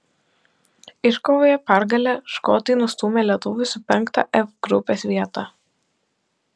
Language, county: Lithuanian, Panevėžys